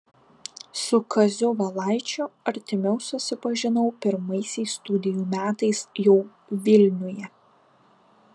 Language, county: Lithuanian, Panevėžys